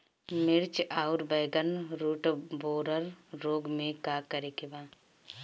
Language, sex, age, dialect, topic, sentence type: Bhojpuri, female, 25-30, Northern, agriculture, question